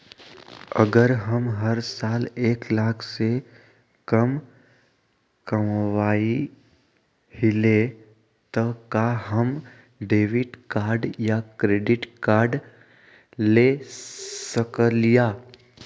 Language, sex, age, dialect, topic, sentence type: Magahi, male, 18-24, Western, banking, question